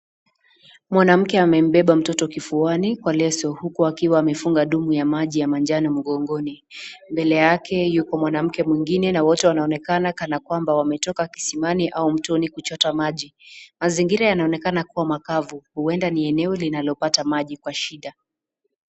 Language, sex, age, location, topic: Swahili, female, 18-24, Nakuru, health